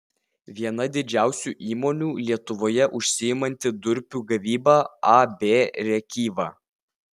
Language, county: Lithuanian, Vilnius